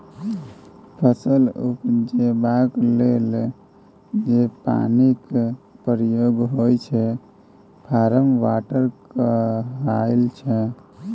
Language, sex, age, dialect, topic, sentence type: Maithili, male, 18-24, Bajjika, agriculture, statement